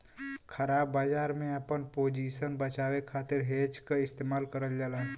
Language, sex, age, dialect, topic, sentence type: Bhojpuri, male, 18-24, Western, banking, statement